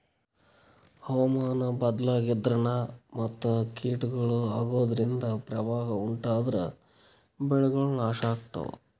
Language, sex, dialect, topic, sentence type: Kannada, male, Northeastern, agriculture, statement